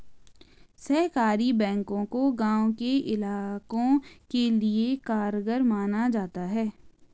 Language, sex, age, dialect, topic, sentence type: Hindi, female, 18-24, Garhwali, banking, statement